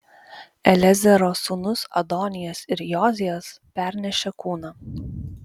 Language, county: Lithuanian, Vilnius